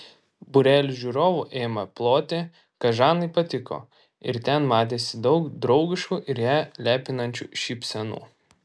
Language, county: Lithuanian, Šiauliai